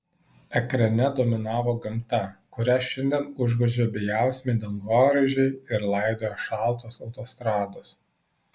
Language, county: Lithuanian, Vilnius